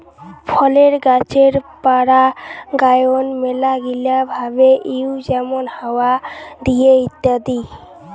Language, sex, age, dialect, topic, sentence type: Bengali, female, <18, Rajbangshi, agriculture, statement